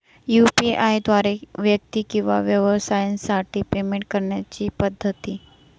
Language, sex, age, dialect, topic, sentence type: Marathi, female, 25-30, Northern Konkan, banking, question